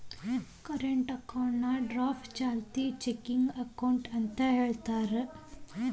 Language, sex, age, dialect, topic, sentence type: Kannada, male, 18-24, Dharwad Kannada, banking, statement